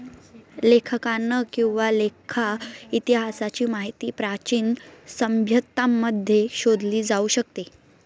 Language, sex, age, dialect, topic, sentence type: Marathi, female, 18-24, Northern Konkan, banking, statement